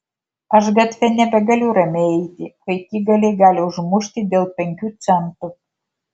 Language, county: Lithuanian, Kaunas